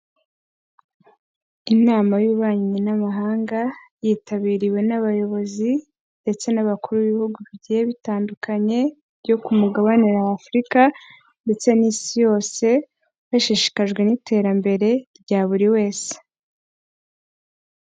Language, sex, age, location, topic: Kinyarwanda, female, 18-24, Kigali, health